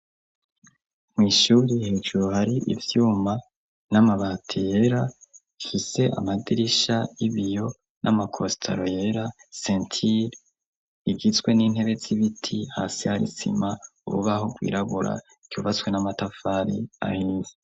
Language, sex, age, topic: Rundi, male, 25-35, education